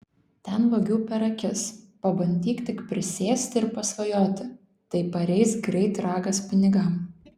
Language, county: Lithuanian, Klaipėda